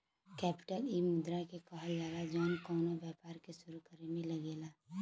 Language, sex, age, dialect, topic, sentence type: Bhojpuri, female, 18-24, Western, banking, statement